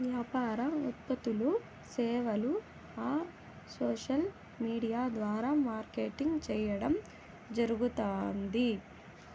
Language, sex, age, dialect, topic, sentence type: Telugu, male, 18-24, Southern, banking, statement